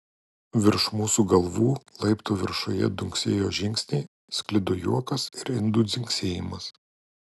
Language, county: Lithuanian, Kaunas